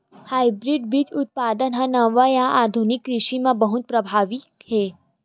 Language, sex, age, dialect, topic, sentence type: Chhattisgarhi, female, 18-24, Western/Budati/Khatahi, agriculture, statement